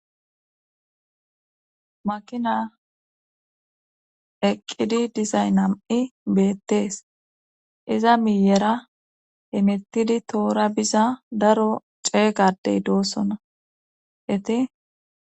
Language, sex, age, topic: Gamo, female, 25-35, government